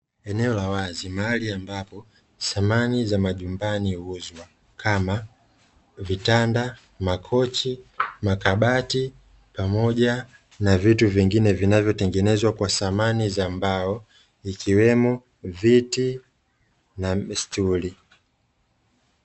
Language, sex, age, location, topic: Swahili, male, 25-35, Dar es Salaam, finance